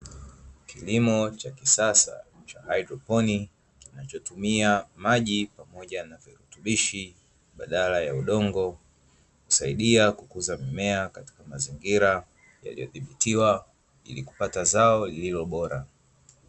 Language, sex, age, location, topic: Swahili, male, 25-35, Dar es Salaam, agriculture